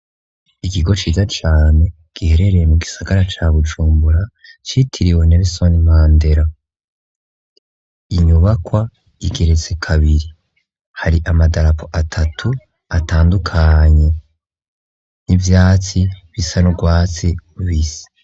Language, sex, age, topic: Rundi, male, 18-24, education